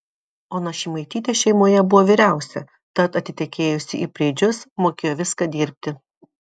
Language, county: Lithuanian, Vilnius